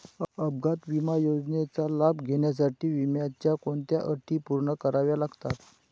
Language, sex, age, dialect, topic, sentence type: Marathi, male, 46-50, Northern Konkan, banking, question